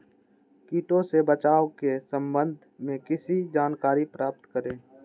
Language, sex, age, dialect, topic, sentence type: Magahi, male, 18-24, Western, agriculture, question